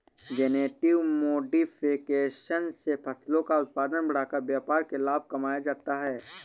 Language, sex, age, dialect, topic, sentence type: Hindi, male, 18-24, Awadhi Bundeli, agriculture, statement